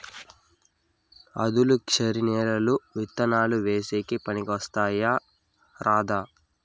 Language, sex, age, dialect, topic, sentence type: Telugu, male, 18-24, Southern, agriculture, question